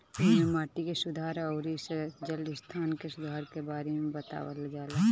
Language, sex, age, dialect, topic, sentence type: Bhojpuri, female, 25-30, Northern, agriculture, statement